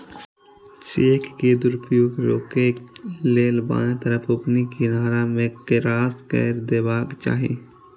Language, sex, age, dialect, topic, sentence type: Maithili, male, 18-24, Eastern / Thethi, banking, statement